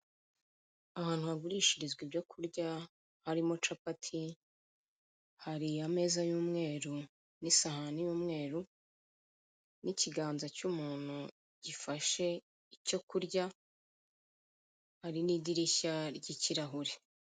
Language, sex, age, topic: Kinyarwanda, female, 25-35, finance